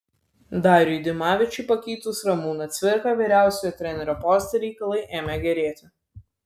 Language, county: Lithuanian, Vilnius